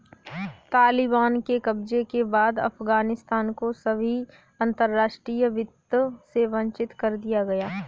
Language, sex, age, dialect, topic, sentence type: Hindi, female, 18-24, Kanauji Braj Bhasha, banking, statement